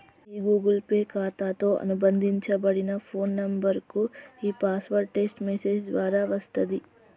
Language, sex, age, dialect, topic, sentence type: Telugu, female, 36-40, Telangana, banking, statement